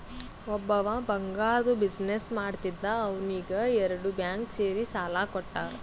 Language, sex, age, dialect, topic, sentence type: Kannada, female, 18-24, Northeastern, banking, statement